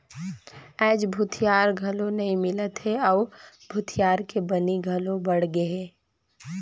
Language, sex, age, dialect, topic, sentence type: Chhattisgarhi, female, 25-30, Northern/Bhandar, agriculture, statement